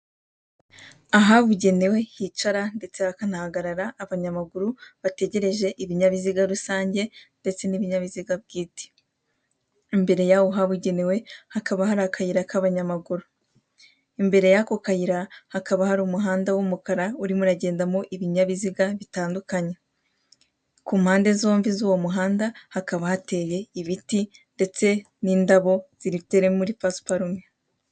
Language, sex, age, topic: Kinyarwanda, female, 18-24, government